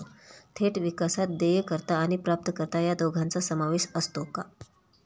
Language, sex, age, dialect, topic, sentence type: Marathi, female, 31-35, Standard Marathi, banking, statement